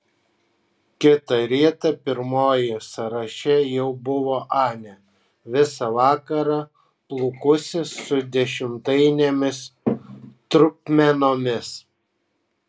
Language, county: Lithuanian, Kaunas